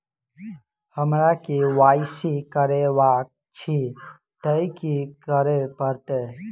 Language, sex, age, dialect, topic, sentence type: Maithili, male, 18-24, Southern/Standard, banking, question